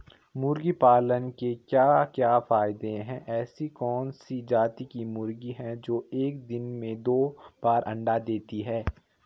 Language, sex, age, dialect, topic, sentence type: Hindi, male, 18-24, Garhwali, agriculture, question